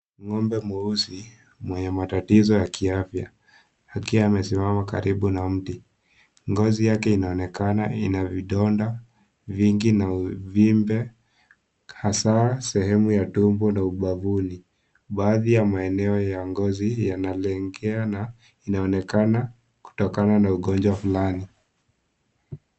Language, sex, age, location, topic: Swahili, male, 18-24, Kisii, agriculture